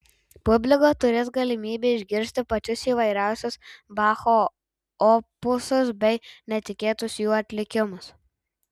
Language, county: Lithuanian, Tauragė